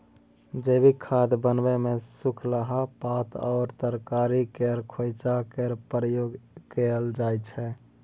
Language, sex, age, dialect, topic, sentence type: Maithili, male, 18-24, Bajjika, agriculture, statement